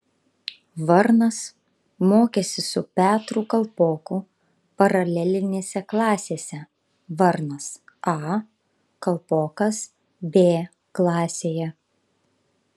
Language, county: Lithuanian, Kaunas